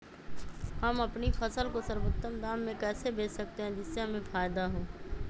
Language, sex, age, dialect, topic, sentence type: Magahi, female, 31-35, Western, agriculture, question